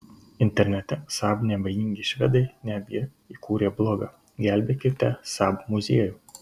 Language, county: Lithuanian, Kaunas